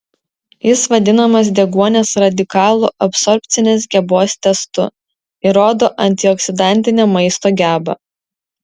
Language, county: Lithuanian, Vilnius